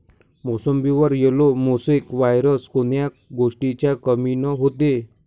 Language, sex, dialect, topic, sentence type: Marathi, male, Varhadi, agriculture, question